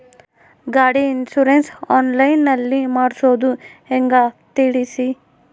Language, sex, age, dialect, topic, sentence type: Kannada, female, 25-30, Central, banking, question